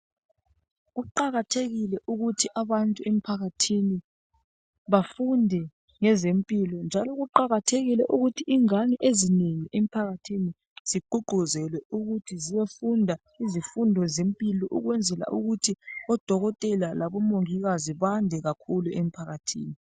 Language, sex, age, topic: North Ndebele, male, 36-49, health